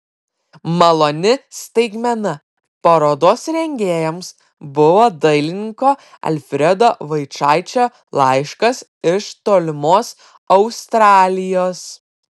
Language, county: Lithuanian, Klaipėda